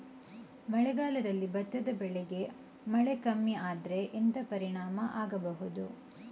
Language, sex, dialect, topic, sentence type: Kannada, female, Coastal/Dakshin, agriculture, question